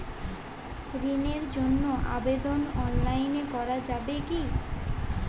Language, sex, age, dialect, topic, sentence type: Bengali, female, 18-24, Jharkhandi, banking, question